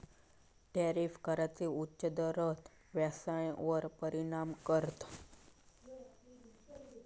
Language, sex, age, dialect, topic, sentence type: Marathi, male, 18-24, Southern Konkan, banking, statement